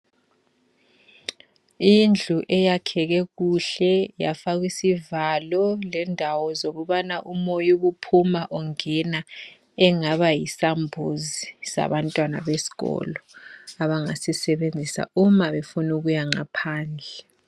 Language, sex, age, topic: North Ndebele, male, 25-35, education